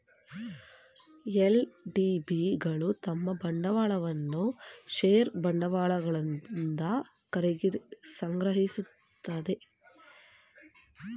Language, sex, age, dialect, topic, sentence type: Kannada, female, 25-30, Mysore Kannada, banking, statement